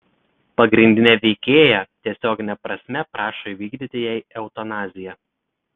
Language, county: Lithuanian, Telšiai